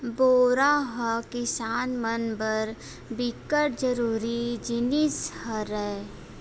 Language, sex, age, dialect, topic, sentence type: Chhattisgarhi, female, 25-30, Western/Budati/Khatahi, agriculture, statement